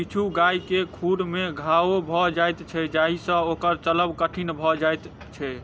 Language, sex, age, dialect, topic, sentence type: Maithili, male, 18-24, Southern/Standard, agriculture, statement